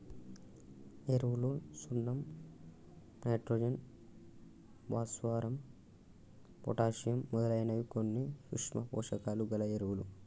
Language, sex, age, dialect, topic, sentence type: Telugu, male, 18-24, Telangana, agriculture, statement